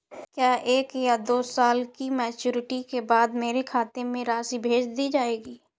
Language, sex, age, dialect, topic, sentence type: Hindi, female, 18-24, Awadhi Bundeli, banking, question